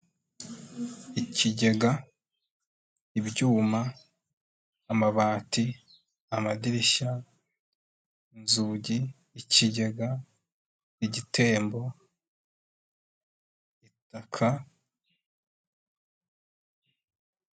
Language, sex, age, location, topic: Kinyarwanda, male, 25-35, Nyagatare, education